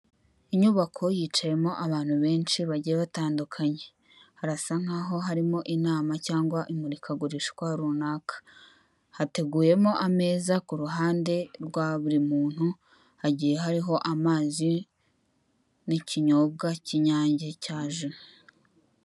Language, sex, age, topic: Kinyarwanda, female, 18-24, government